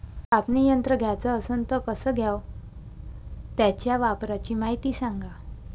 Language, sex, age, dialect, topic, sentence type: Marathi, female, 25-30, Varhadi, agriculture, question